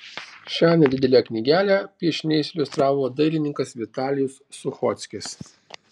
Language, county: Lithuanian, Alytus